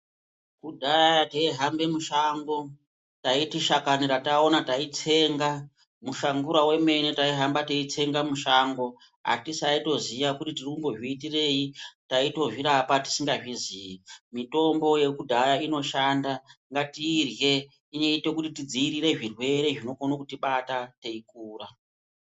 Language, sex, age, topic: Ndau, female, 36-49, health